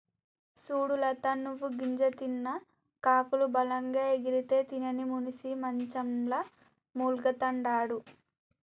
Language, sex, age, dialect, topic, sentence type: Telugu, female, 18-24, Telangana, agriculture, statement